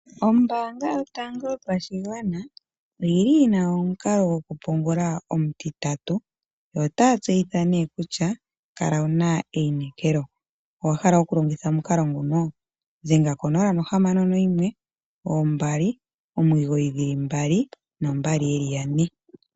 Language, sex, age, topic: Oshiwambo, female, 18-24, finance